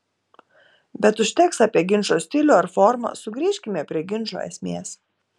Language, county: Lithuanian, Telšiai